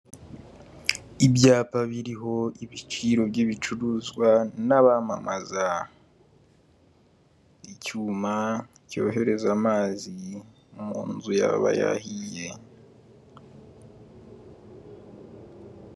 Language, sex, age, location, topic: Kinyarwanda, male, 18-24, Kigali, government